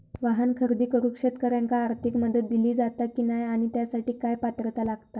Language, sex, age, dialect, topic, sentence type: Marathi, female, 18-24, Southern Konkan, agriculture, question